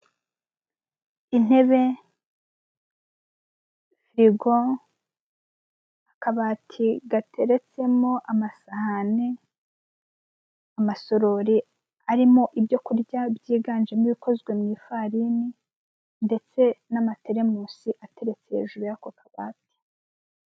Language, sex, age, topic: Kinyarwanda, female, 25-35, finance